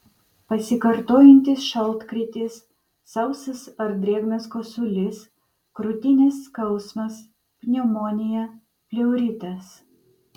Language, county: Lithuanian, Vilnius